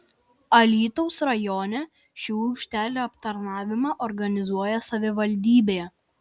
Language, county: Lithuanian, Vilnius